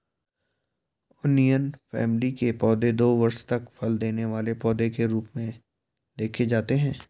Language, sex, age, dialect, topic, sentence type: Hindi, male, 18-24, Garhwali, agriculture, statement